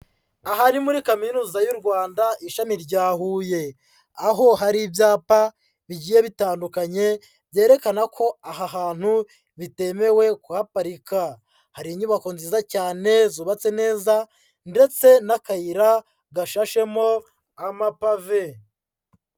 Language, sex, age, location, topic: Kinyarwanda, male, 25-35, Huye, education